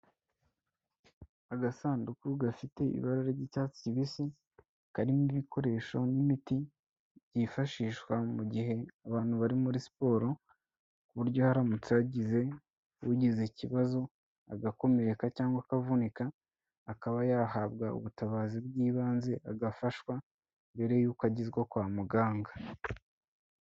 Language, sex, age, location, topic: Kinyarwanda, male, 18-24, Kigali, health